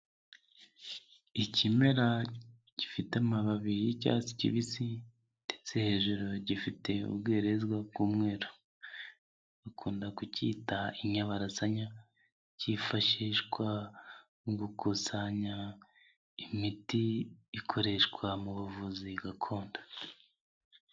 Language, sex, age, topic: Kinyarwanda, male, 25-35, health